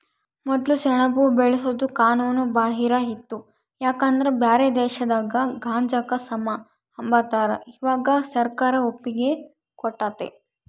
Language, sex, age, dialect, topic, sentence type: Kannada, female, 60-100, Central, agriculture, statement